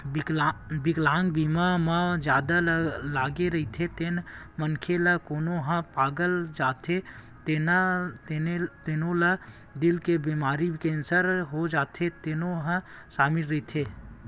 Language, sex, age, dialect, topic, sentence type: Chhattisgarhi, male, 18-24, Western/Budati/Khatahi, banking, statement